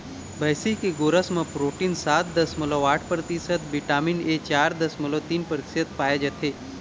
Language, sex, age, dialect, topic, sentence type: Chhattisgarhi, male, 25-30, Eastern, agriculture, statement